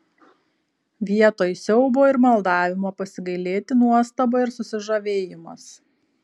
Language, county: Lithuanian, Kaunas